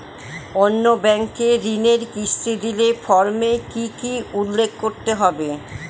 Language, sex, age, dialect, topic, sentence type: Bengali, female, 60-100, Northern/Varendri, banking, question